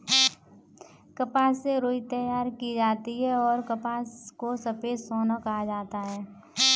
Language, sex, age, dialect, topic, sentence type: Hindi, male, 18-24, Kanauji Braj Bhasha, agriculture, statement